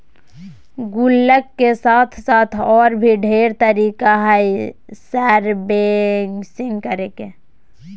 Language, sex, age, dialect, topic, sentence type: Magahi, female, 18-24, Southern, banking, statement